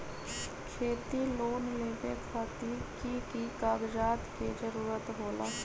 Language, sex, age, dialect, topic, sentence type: Magahi, female, 31-35, Western, banking, question